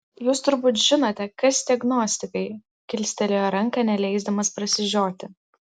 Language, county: Lithuanian, Klaipėda